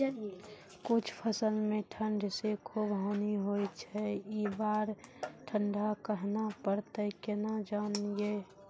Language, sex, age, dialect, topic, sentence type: Maithili, female, 18-24, Angika, agriculture, question